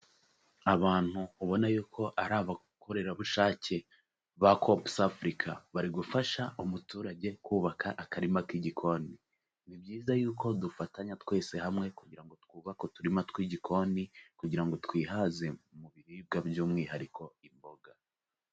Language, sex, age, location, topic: Kinyarwanda, male, 25-35, Kigali, agriculture